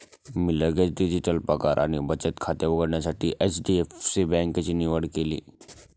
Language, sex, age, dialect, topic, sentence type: Marathi, male, 18-24, Northern Konkan, banking, statement